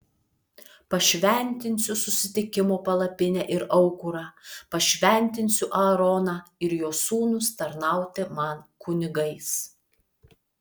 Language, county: Lithuanian, Vilnius